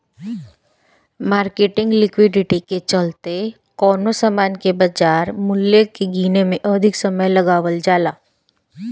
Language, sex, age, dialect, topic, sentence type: Bhojpuri, female, 18-24, Southern / Standard, banking, statement